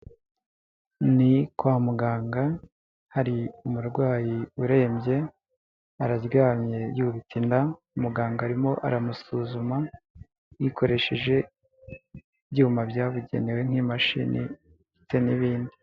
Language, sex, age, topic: Kinyarwanda, male, 18-24, health